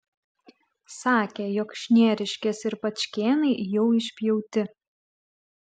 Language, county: Lithuanian, Klaipėda